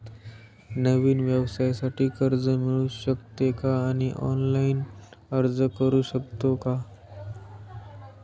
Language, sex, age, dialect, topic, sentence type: Marathi, male, 18-24, Standard Marathi, banking, question